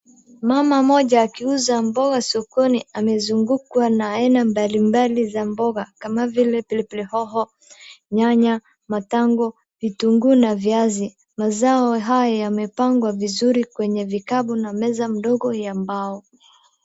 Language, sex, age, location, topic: Swahili, female, 18-24, Wajir, finance